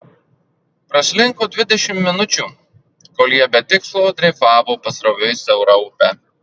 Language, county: Lithuanian, Marijampolė